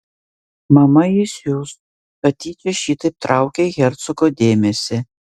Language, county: Lithuanian, Vilnius